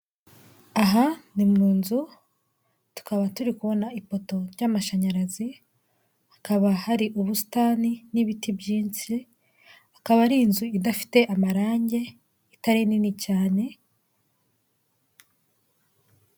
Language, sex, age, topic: Kinyarwanda, female, 18-24, government